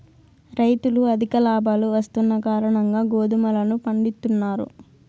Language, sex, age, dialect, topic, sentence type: Telugu, female, 25-30, Southern, banking, statement